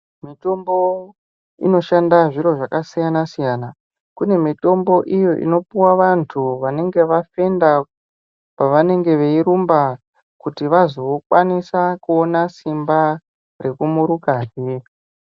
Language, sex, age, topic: Ndau, female, 36-49, health